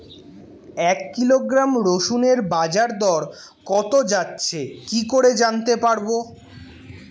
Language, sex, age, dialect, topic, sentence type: Bengali, male, 18-24, Standard Colloquial, agriculture, question